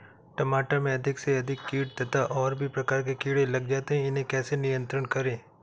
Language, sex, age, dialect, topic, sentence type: Hindi, female, 31-35, Awadhi Bundeli, agriculture, question